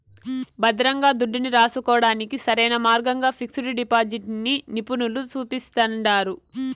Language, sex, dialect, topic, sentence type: Telugu, female, Southern, banking, statement